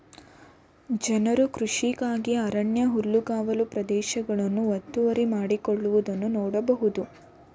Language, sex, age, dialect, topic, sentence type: Kannada, female, 18-24, Mysore Kannada, agriculture, statement